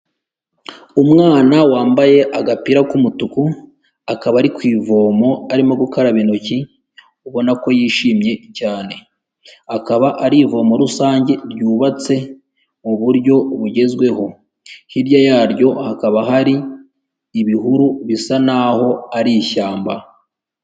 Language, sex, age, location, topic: Kinyarwanda, female, 18-24, Huye, health